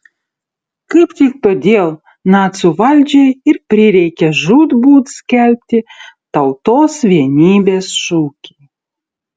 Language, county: Lithuanian, Utena